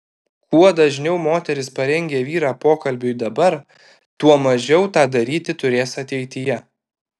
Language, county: Lithuanian, Alytus